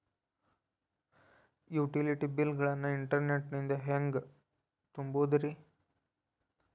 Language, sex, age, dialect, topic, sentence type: Kannada, male, 18-24, Dharwad Kannada, banking, question